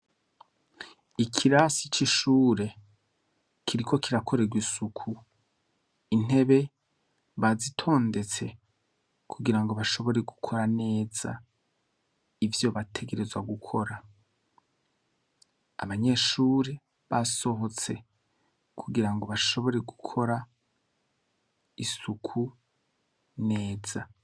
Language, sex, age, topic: Rundi, male, 25-35, education